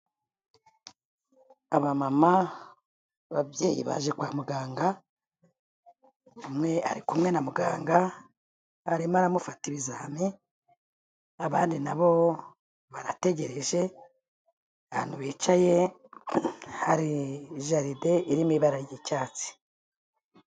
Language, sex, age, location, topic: Kinyarwanda, female, 36-49, Kigali, health